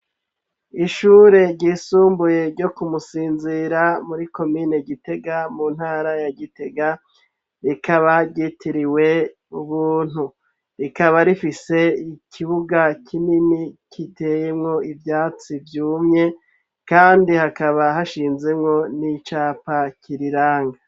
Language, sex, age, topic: Rundi, male, 36-49, education